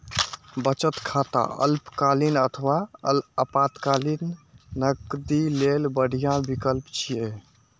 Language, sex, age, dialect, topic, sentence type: Maithili, male, 51-55, Eastern / Thethi, banking, statement